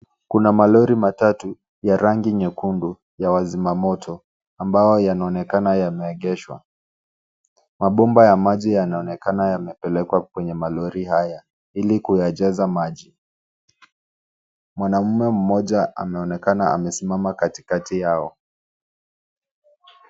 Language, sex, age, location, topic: Swahili, male, 25-35, Nairobi, health